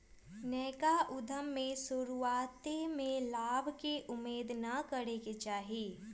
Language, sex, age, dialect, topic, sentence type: Magahi, female, 18-24, Western, banking, statement